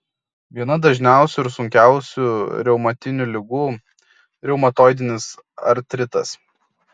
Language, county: Lithuanian, Kaunas